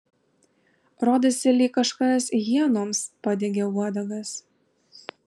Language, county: Lithuanian, Alytus